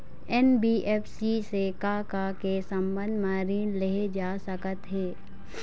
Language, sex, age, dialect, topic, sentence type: Chhattisgarhi, female, 25-30, Eastern, banking, question